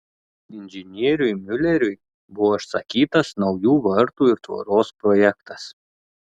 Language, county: Lithuanian, Telšiai